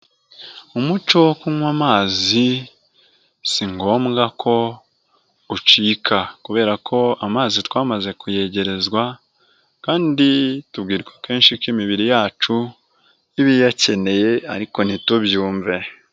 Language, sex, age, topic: Kinyarwanda, male, 18-24, health